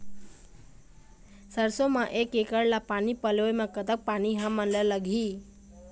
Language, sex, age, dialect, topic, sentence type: Chhattisgarhi, female, 18-24, Eastern, agriculture, question